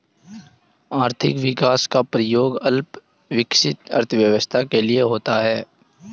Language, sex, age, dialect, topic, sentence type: Hindi, male, 18-24, Hindustani Malvi Khadi Boli, banking, statement